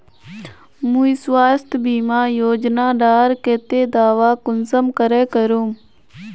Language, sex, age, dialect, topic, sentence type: Magahi, female, 25-30, Northeastern/Surjapuri, banking, question